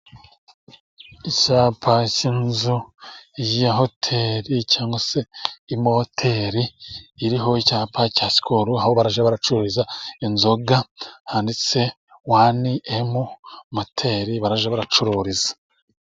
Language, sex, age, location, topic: Kinyarwanda, male, 25-35, Musanze, finance